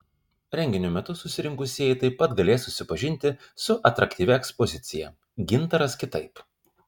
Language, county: Lithuanian, Kaunas